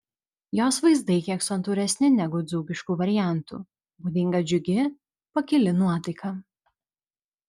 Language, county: Lithuanian, Vilnius